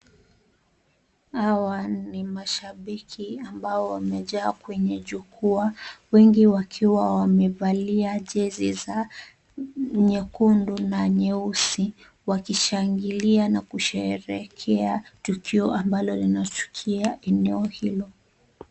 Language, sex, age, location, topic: Swahili, female, 18-24, Kisumu, government